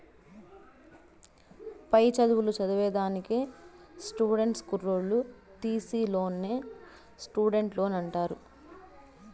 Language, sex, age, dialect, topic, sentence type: Telugu, female, 31-35, Southern, banking, statement